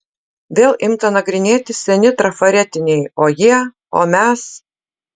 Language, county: Lithuanian, Utena